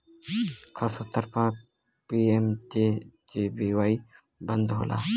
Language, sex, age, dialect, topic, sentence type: Bhojpuri, male, 18-24, Western, banking, statement